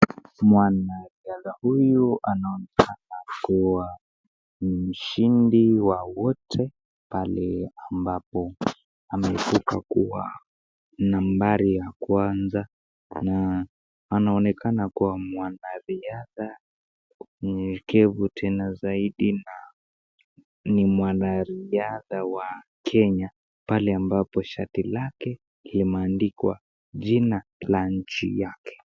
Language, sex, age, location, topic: Swahili, female, 36-49, Nakuru, education